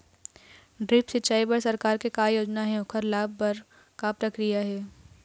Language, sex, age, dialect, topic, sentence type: Chhattisgarhi, female, 18-24, Eastern, agriculture, question